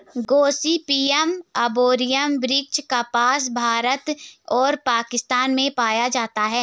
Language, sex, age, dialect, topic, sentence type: Hindi, female, 56-60, Garhwali, agriculture, statement